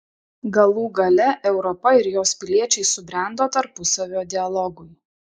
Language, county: Lithuanian, Šiauliai